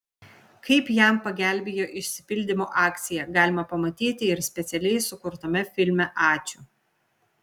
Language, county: Lithuanian, Vilnius